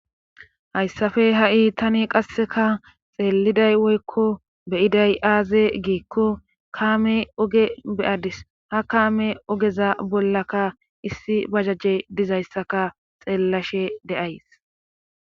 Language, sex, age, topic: Gamo, female, 18-24, government